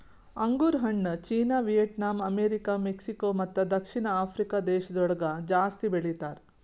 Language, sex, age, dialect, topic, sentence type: Kannada, female, 41-45, Northeastern, agriculture, statement